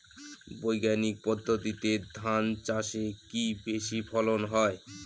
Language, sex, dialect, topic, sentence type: Bengali, male, Northern/Varendri, agriculture, question